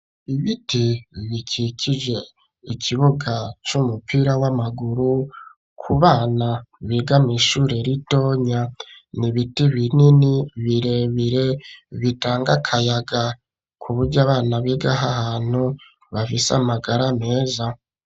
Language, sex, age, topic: Rundi, male, 25-35, education